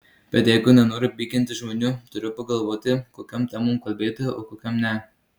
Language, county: Lithuanian, Marijampolė